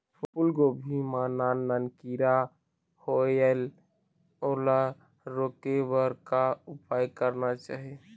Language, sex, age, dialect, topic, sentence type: Chhattisgarhi, male, 25-30, Eastern, agriculture, question